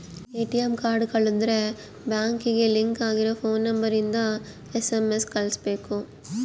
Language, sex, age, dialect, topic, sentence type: Kannada, female, 36-40, Central, banking, statement